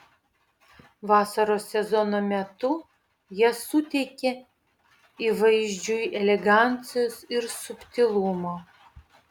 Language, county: Lithuanian, Vilnius